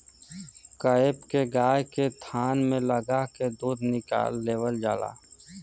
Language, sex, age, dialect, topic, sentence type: Bhojpuri, male, 18-24, Western, agriculture, statement